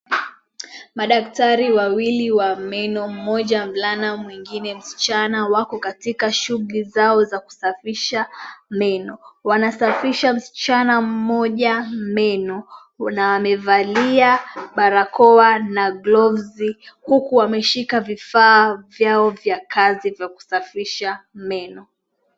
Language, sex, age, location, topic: Swahili, female, 18-24, Mombasa, health